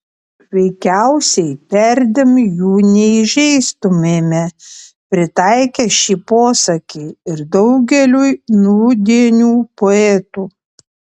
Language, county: Lithuanian, Panevėžys